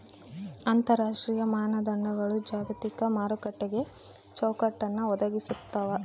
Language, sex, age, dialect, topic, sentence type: Kannada, female, 25-30, Central, banking, statement